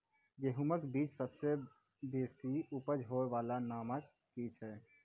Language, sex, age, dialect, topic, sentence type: Maithili, male, 18-24, Angika, agriculture, question